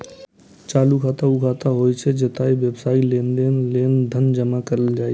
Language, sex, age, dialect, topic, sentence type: Maithili, male, 18-24, Eastern / Thethi, banking, statement